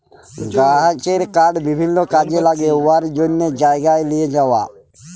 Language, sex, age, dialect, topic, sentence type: Bengali, male, 25-30, Jharkhandi, agriculture, statement